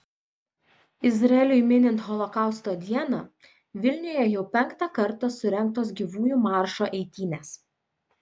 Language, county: Lithuanian, Vilnius